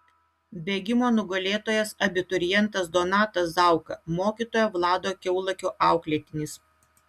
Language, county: Lithuanian, Utena